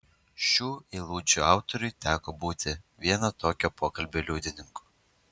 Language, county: Lithuanian, Utena